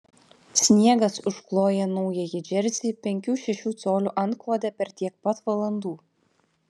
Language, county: Lithuanian, Vilnius